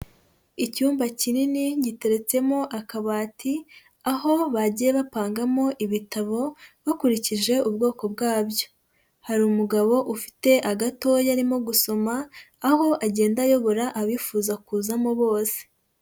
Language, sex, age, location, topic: Kinyarwanda, female, 25-35, Huye, education